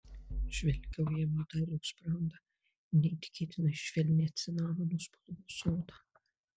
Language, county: Lithuanian, Kaunas